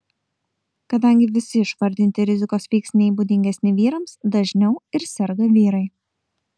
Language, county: Lithuanian, Kaunas